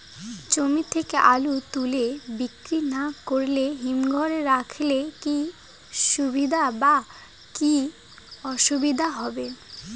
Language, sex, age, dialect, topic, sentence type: Bengali, female, 18-24, Rajbangshi, agriculture, question